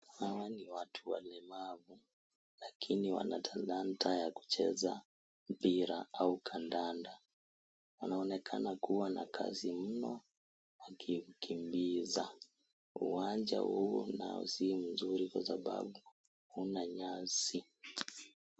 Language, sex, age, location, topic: Swahili, male, 18-24, Kisii, education